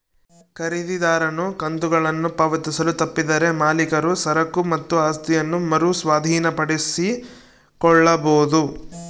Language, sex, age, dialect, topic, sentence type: Kannada, male, 18-24, Central, banking, statement